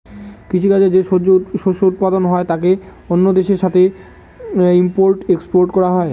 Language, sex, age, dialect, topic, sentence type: Bengali, male, 18-24, Northern/Varendri, agriculture, statement